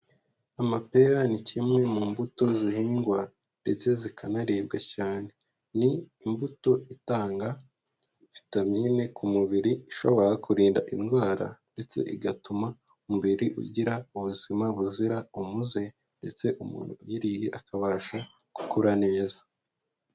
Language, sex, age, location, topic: Kinyarwanda, male, 25-35, Huye, agriculture